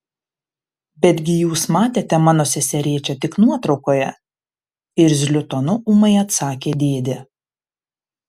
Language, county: Lithuanian, Panevėžys